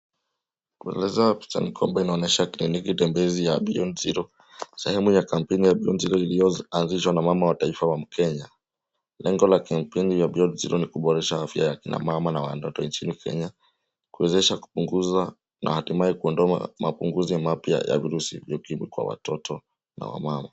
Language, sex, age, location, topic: Swahili, male, 18-24, Nairobi, health